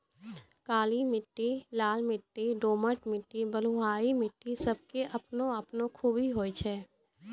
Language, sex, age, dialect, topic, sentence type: Maithili, female, 25-30, Angika, agriculture, statement